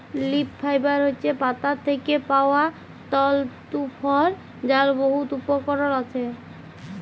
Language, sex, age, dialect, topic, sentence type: Bengali, female, 18-24, Jharkhandi, banking, statement